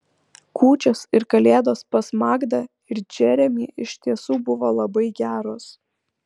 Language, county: Lithuanian, Kaunas